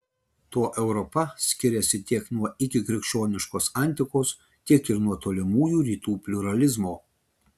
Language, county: Lithuanian, Vilnius